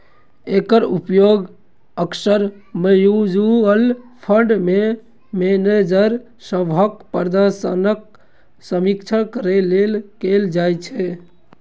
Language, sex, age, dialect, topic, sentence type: Maithili, male, 56-60, Eastern / Thethi, banking, statement